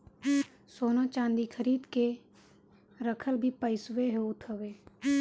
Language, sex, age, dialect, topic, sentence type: Bhojpuri, female, 25-30, Northern, banking, statement